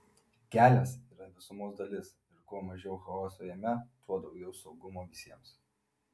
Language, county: Lithuanian, Vilnius